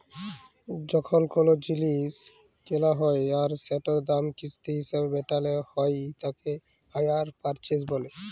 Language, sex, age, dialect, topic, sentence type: Bengali, male, 18-24, Jharkhandi, banking, statement